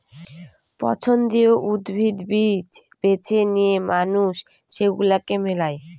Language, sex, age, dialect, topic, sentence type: Bengali, female, <18, Northern/Varendri, agriculture, statement